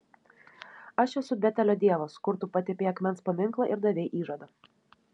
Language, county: Lithuanian, Šiauliai